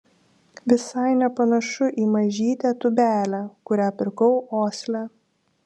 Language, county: Lithuanian, Šiauliai